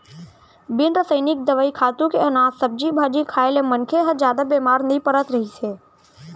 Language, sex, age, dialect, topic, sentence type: Chhattisgarhi, male, 46-50, Central, agriculture, statement